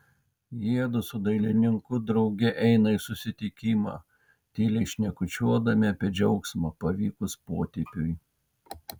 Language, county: Lithuanian, Vilnius